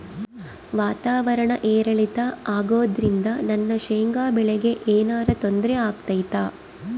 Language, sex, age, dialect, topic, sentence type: Kannada, female, 25-30, Central, agriculture, question